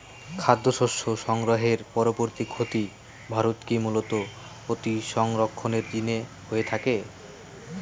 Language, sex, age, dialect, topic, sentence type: Bengali, male, 60-100, Rajbangshi, agriculture, statement